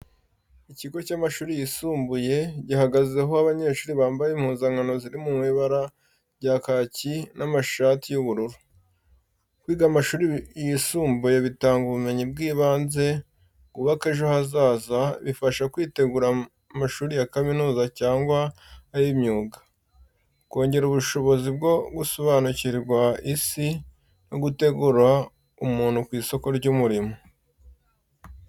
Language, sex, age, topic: Kinyarwanda, male, 18-24, education